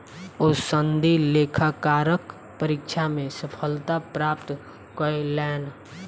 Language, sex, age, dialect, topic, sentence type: Maithili, female, 18-24, Southern/Standard, banking, statement